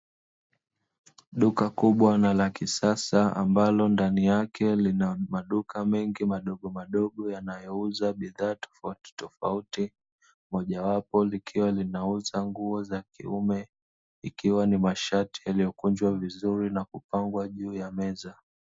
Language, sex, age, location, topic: Swahili, male, 25-35, Dar es Salaam, finance